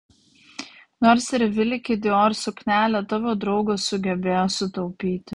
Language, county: Lithuanian, Vilnius